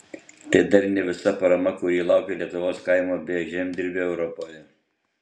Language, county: Lithuanian, Utena